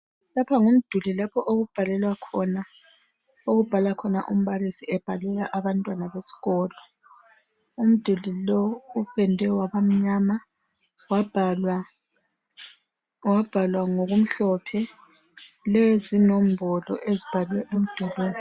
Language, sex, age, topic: North Ndebele, female, 36-49, education